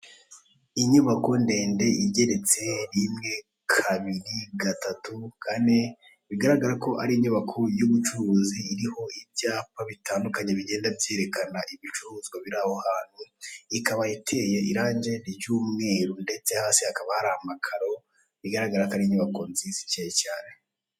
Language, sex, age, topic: Kinyarwanda, male, 18-24, finance